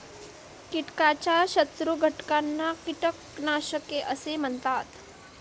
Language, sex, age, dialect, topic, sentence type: Marathi, female, 18-24, Standard Marathi, agriculture, statement